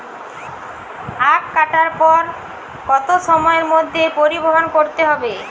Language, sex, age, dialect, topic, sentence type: Bengali, female, 25-30, Jharkhandi, agriculture, question